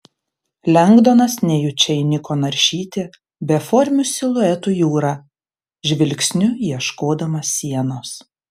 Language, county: Lithuanian, Panevėžys